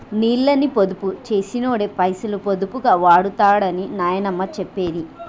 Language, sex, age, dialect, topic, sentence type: Telugu, female, 18-24, Telangana, agriculture, statement